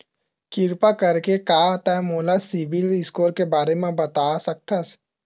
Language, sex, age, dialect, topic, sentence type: Chhattisgarhi, male, 18-24, Western/Budati/Khatahi, banking, statement